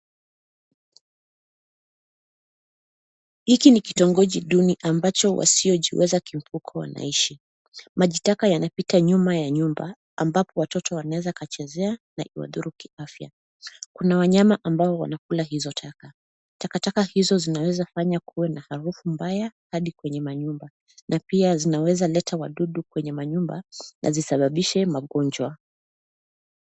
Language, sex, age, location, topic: Swahili, female, 25-35, Nairobi, government